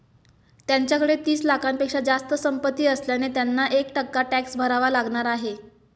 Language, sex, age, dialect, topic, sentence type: Marathi, female, 18-24, Standard Marathi, banking, statement